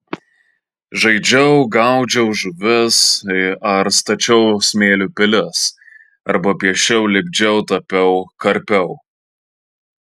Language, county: Lithuanian, Marijampolė